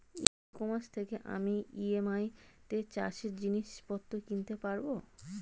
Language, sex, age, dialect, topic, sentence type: Bengali, female, 25-30, Standard Colloquial, agriculture, question